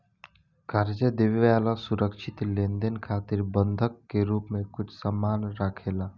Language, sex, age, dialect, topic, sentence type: Bhojpuri, male, <18, Southern / Standard, banking, statement